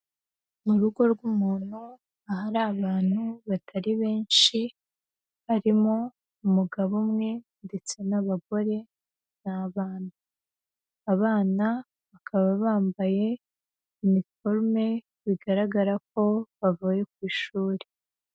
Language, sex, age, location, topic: Kinyarwanda, female, 18-24, Huye, education